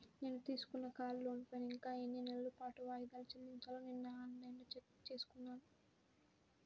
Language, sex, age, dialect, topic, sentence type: Telugu, female, 18-24, Central/Coastal, banking, statement